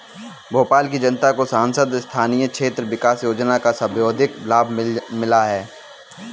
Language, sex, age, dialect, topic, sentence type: Hindi, male, 18-24, Kanauji Braj Bhasha, banking, statement